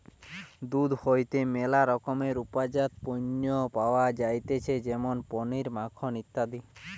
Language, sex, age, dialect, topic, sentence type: Bengali, male, 18-24, Western, agriculture, statement